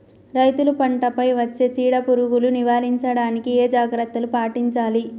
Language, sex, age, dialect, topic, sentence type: Telugu, female, 25-30, Telangana, agriculture, question